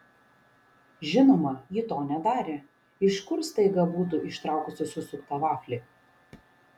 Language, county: Lithuanian, Šiauliai